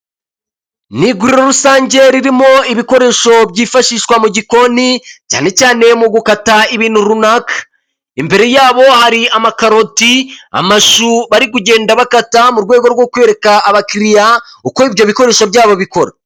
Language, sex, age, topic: Kinyarwanda, male, 25-35, finance